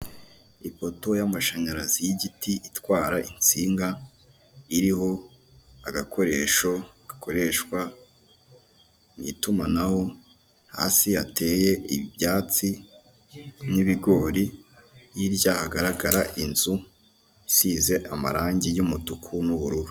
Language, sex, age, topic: Kinyarwanda, male, 18-24, government